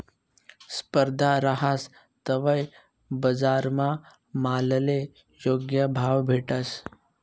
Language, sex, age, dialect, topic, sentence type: Marathi, male, 18-24, Northern Konkan, banking, statement